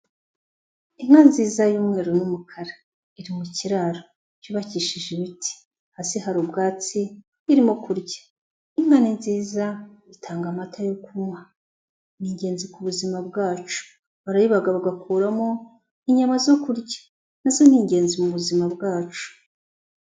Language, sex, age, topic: Kinyarwanda, female, 25-35, agriculture